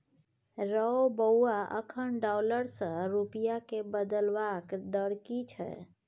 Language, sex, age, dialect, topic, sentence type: Maithili, female, 31-35, Bajjika, banking, statement